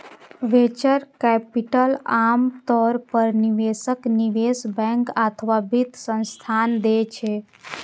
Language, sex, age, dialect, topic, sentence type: Maithili, female, 25-30, Eastern / Thethi, banking, statement